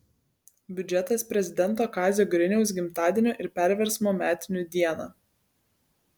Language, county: Lithuanian, Kaunas